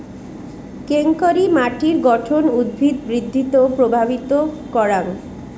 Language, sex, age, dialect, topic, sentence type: Bengali, female, 36-40, Rajbangshi, agriculture, statement